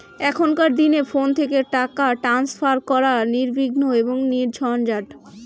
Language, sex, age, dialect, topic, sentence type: Bengali, female, <18, Rajbangshi, banking, question